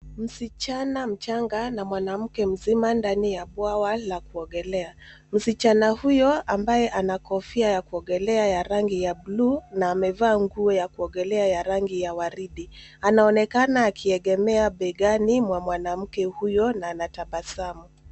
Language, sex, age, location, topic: Swahili, female, 25-35, Nairobi, education